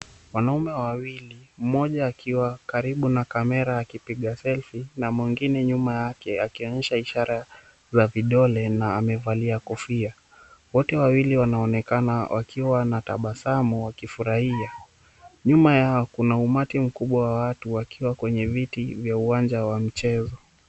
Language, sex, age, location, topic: Swahili, male, 25-35, Mombasa, government